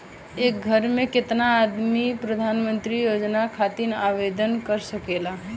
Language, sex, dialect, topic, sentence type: Bhojpuri, female, Southern / Standard, banking, question